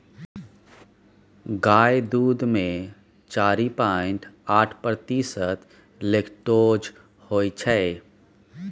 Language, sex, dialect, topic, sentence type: Maithili, male, Bajjika, agriculture, statement